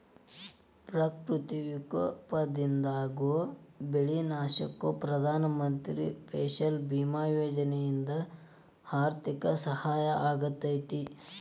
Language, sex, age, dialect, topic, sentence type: Kannada, male, 18-24, Dharwad Kannada, agriculture, statement